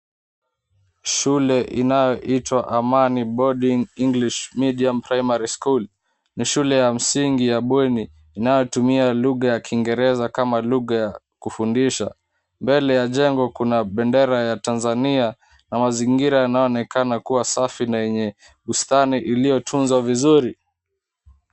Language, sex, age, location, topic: Swahili, male, 18-24, Mombasa, education